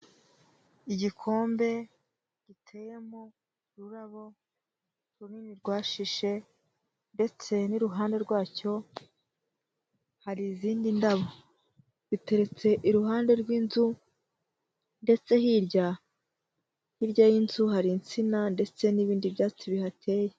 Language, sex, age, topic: Kinyarwanda, male, 18-24, agriculture